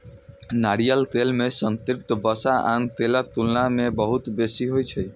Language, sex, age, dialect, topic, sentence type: Maithili, female, 46-50, Eastern / Thethi, agriculture, statement